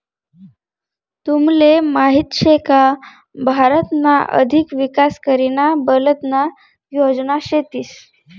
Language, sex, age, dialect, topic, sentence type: Marathi, female, 31-35, Northern Konkan, banking, statement